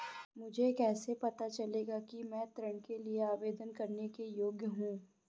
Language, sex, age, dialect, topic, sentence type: Hindi, female, 25-30, Awadhi Bundeli, banking, statement